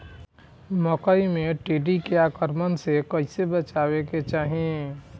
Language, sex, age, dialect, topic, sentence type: Bhojpuri, male, 18-24, Northern, agriculture, question